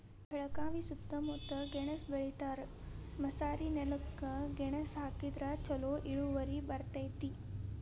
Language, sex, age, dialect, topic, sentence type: Kannada, female, 18-24, Dharwad Kannada, agriculture, statement